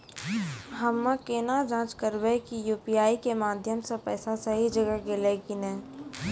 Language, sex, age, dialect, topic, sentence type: Maithili, female, 25-30, Angika, banking, question